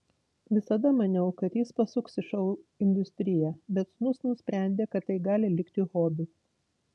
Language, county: Lithuanian, Vilnius